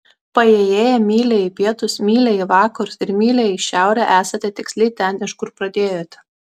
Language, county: Lithuanian, Alytus